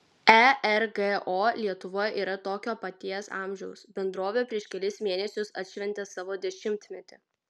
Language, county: Lithuanian, Vilnius